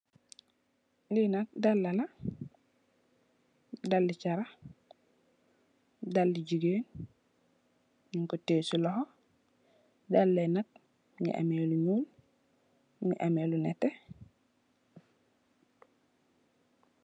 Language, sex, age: Wolof, female, 18-24